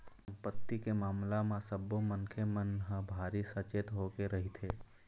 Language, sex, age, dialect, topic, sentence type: Chhattisgarhi, male, 25-30, Eastern, banking, statement